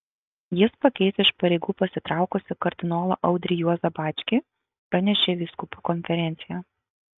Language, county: Lithuanian, Kaunas